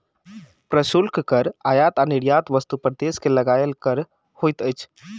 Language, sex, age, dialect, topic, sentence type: Maithili, male, 18-24, Southern/Standard, banking, statement